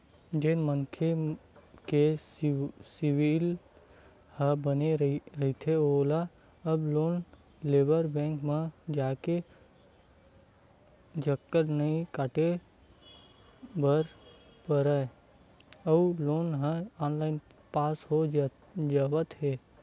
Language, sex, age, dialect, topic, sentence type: Chhattisgarhi, male, 18-24, Western/Budati/Khatahi, banking, statement